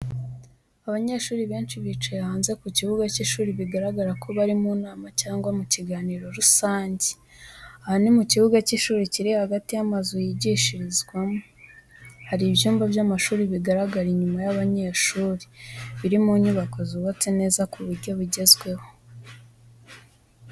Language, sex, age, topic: Kinyarwanda, female, 18-24, education